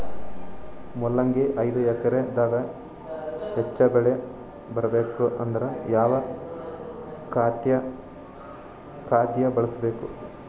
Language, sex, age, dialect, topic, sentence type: Kannada, male, 18-24, Northeastern, agriculture, question